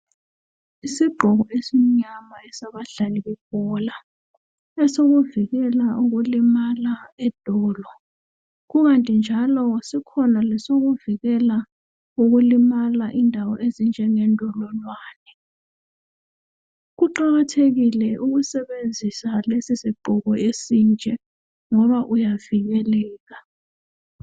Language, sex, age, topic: North Ndebele, female, 25-35, health